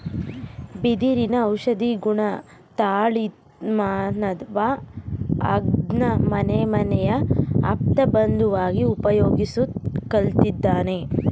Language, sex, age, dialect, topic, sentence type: Kannada, female, 25-30, Mysore Kannada, agriculture, statement